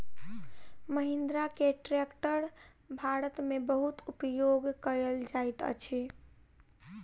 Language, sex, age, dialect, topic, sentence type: Maithili, female, 18-24, Southern/Standard, agriculture, statement